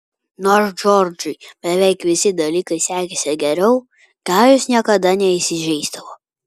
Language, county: Lithuanian, Vilnius